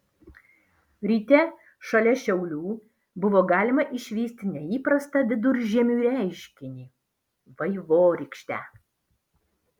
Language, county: Lithuanian, Alytus